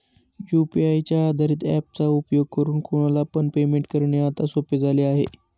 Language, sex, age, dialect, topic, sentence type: Marathi, male, 25-30, Northern Konkan, banking, statement